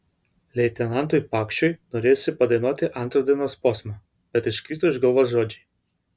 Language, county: Lithuanian, Vilnius